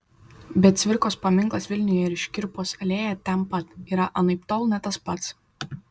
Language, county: Lithuanian, Šiauliai